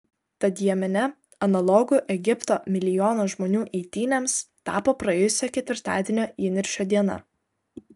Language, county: Lithuanian, Kaunas